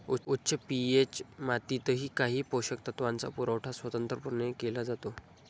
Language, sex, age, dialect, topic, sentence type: Marathi, male, 25-30, Standard Marathi, agriculture, statement